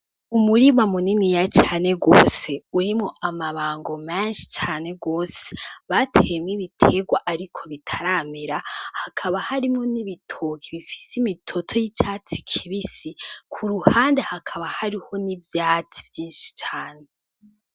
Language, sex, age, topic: Rundi, female, 18-24, agriculture